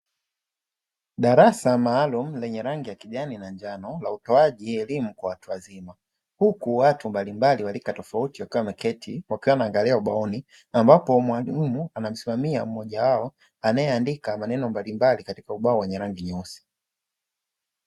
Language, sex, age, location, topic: Swahili, male, 25-35, Dar es Salaam, education